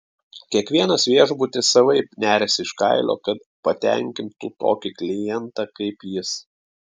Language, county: Lithuanian, Klaipėda